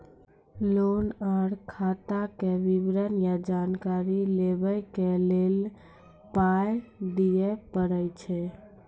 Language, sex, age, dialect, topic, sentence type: Maithili, female, 18-24, Angika, banking, question